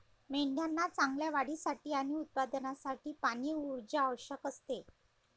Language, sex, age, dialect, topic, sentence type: Marathi, female, 25-30, Varhadi, agriculture, statement